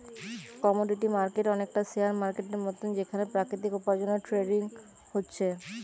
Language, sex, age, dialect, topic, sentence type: Bengali, male, 25-30, Western, banking, statement